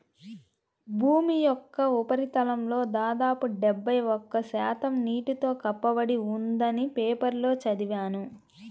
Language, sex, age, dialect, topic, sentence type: Telugu, female, 25-30, Central/Coastal, agriculture, statement